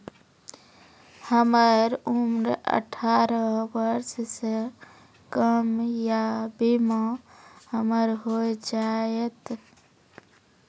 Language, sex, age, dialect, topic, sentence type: Maithili, female, 25-30, Angika, banking, question